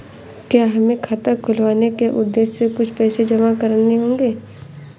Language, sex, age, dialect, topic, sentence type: Hindi, female, 18-24, Awadhi Bundeli, banking, question